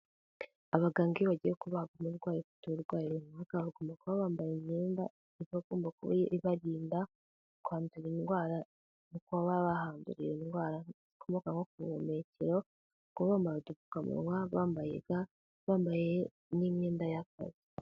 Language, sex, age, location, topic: Kinyarwanda, female, 18-24, Kigali, health